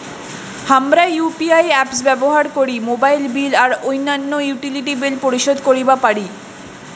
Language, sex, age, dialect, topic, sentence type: Bengali, female, 25-30, Rajbangshi, banking, statement